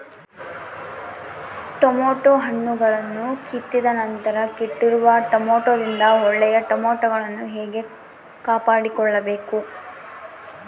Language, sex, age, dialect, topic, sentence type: Kannada, female, 18-24, Central, agriculture, question